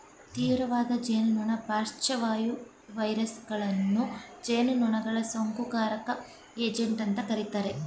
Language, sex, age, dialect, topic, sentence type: Kannada, female, 25-30, Mysore Kannada, agriculture, statement